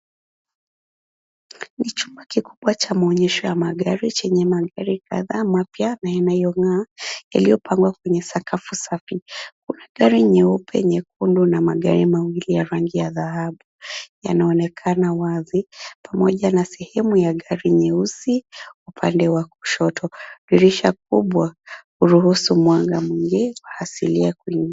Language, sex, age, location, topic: Swahili, female, 25-35, Nairobi, finance